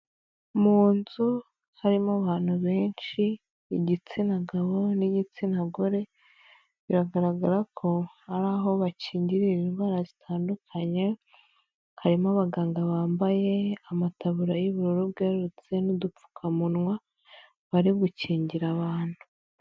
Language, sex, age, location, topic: Kinyarwanda, female, 25-35, Huye, health